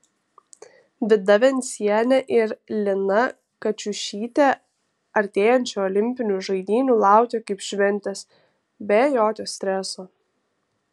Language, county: Lithuanian, Kaunas